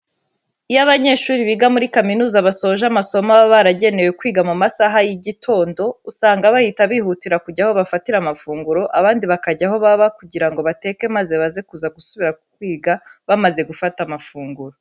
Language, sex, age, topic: Kinyarwanda, female, 18-24, education